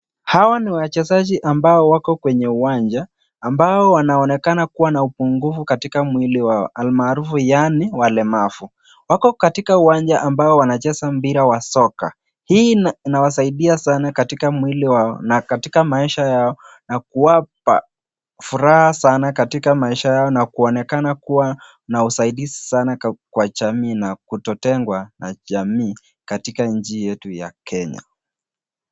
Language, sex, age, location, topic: Swahili, male, 18-24, Nakuru, education